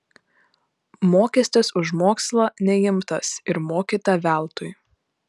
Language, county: Lithuanian, Panevėžys